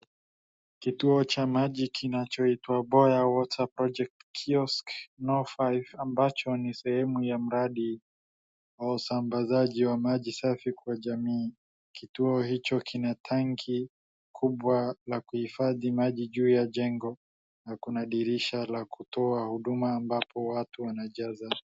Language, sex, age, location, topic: Swahili, male, 50+, Wajir, health